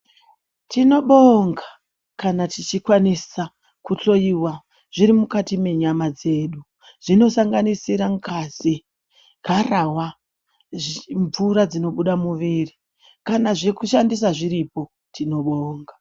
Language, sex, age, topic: Ndau, male, 25-35, health